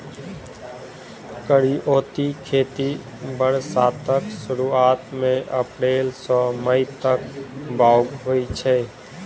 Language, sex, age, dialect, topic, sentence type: Maithili, male, 25-30, Southern/Standard, agriculture, statement